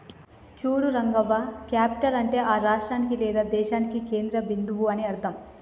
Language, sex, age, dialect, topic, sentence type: Telugu, female, 25-30, Telangana, banking, statement